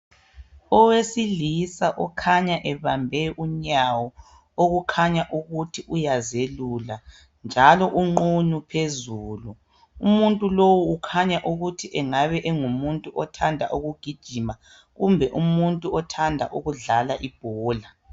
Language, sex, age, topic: North Ndebele, male, 36-49, health